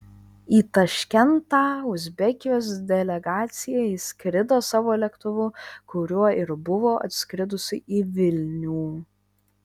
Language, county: Lithuanian, Vilnius